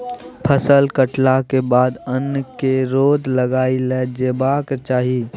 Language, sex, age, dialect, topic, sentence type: Maithili, male, 18-24, Bajjika, agriculture, statement